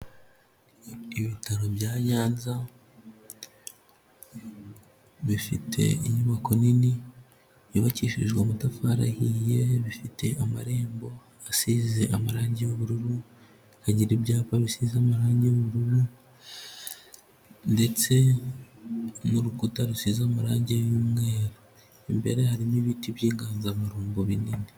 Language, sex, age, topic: Kinyarwanda, male, 25-35, health